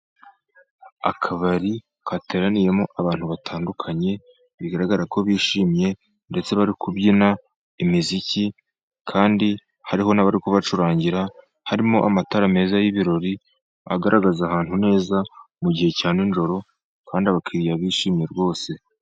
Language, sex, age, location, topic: Kinyarwanda, male, 18-24, Musanze, finance